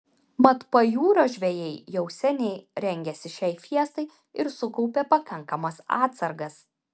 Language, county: Lithuanian, Vilnius